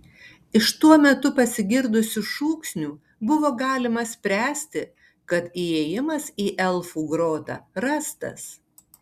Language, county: Lithuanian, Tauragė